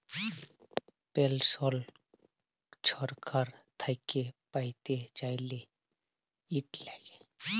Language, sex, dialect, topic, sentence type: Bengali, male, Jharkhandi, banking, statement